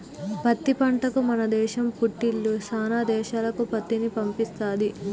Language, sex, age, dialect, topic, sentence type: Telugu, female, 41-45, Telangana, agriculture, statement